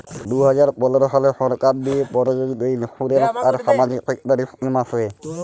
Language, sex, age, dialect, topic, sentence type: Bengali, male, 25-30, Jharkhandi, banking, statement